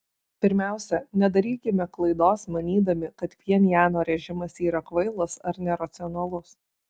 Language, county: Lithuanian, Alytus